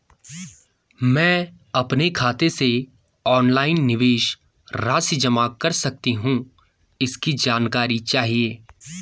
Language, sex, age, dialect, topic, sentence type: Hindi, male, 18-24, Garhwali, banking, question